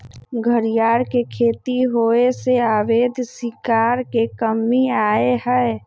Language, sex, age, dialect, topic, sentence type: Magahi, male, 25-30, Western, agriculture, statement